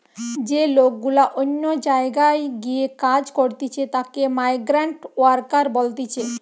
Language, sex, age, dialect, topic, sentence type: Bengali, female, 18-24, Western, agriculture, statement